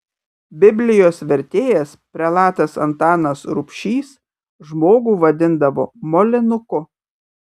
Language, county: Lithuanian, Kaunas